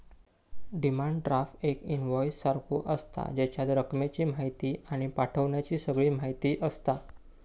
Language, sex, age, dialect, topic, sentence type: Marathi, male, 25-30, Southern Konkan, banking, statement